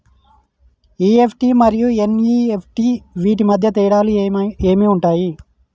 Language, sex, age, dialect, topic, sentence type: Telugu, male, 31-35, Telangana, banking, question